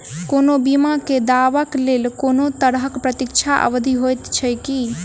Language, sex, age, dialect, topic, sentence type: Maithili, female, 18-24, Southern/Standard, banking, question